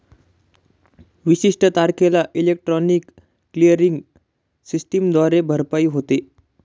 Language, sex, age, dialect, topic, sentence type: Marathi, male, 18-24, Northern Konkan, banking, statement